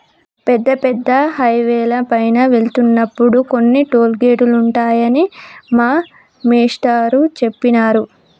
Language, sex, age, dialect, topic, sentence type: Telugu, male, 18-24, Telangana, banking, statement